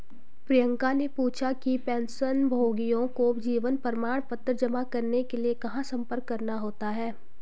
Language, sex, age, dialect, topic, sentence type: Hindi, female, 25-30, Garhwali, banking, statement